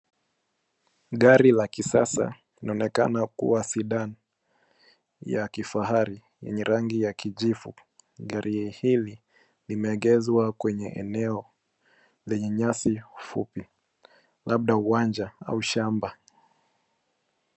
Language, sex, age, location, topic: Swahili, male, 25-35, Nairobi, finance